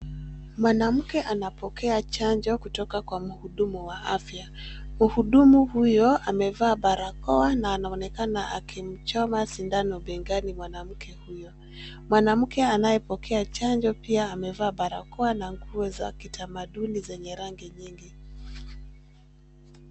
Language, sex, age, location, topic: Swahili, female, 25-35, Nairobi, health